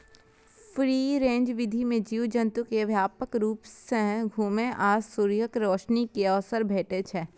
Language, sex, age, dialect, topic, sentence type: Maithili, female, 18-24, Eastern / Thethi, agriculture, statement